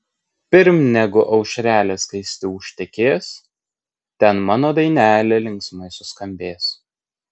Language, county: Lithuanian, Kaunas